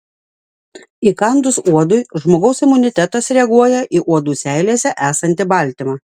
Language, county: Lithuanian, Klaipėda